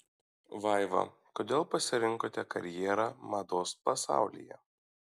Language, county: Lithuanian, Šiauliai